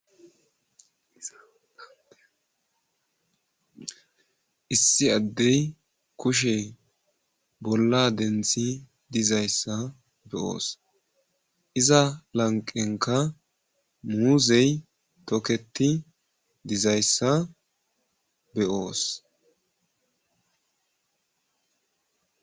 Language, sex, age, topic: Gamo, male, 25-35, agriculture